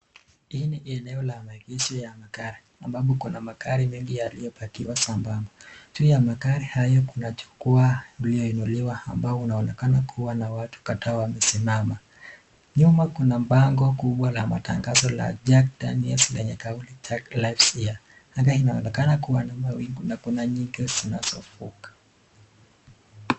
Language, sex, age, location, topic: Swahili, male, 18-24, Nakuru, finance